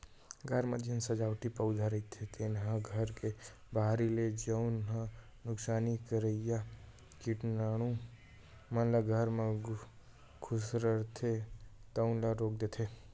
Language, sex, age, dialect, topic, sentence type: Chhattisgarhi, male, 18-24, Western/Budati/Khatahi, agriculture, statement